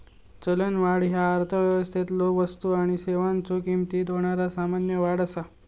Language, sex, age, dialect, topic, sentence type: Marathi, male, 18-24, Southern Konkan, banking, statement